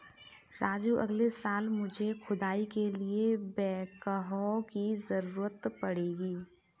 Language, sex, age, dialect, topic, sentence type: Hindi, female, 36-40, Kanauji Braj Bhasha, agriculture, statement